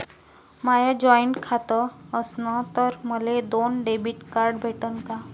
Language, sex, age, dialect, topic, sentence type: Marathi, female, 25-30, Varhadi, banking, question